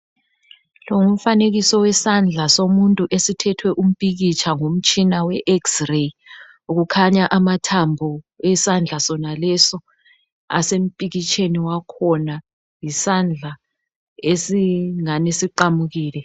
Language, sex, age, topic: North Ndebele, male, 36-49, health